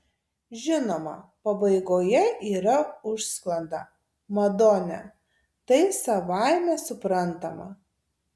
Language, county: Lithuanian, Tauragė